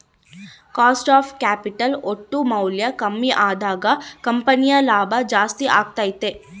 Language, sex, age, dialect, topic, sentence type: Kannada, female, 18-24, Central, banking, statement